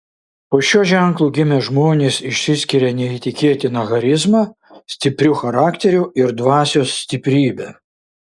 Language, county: Lithuanian, Šiauliai